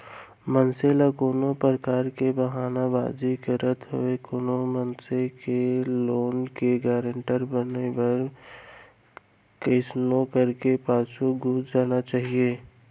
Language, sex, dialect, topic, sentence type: Chhattisgarhi, male, Central, banking, statement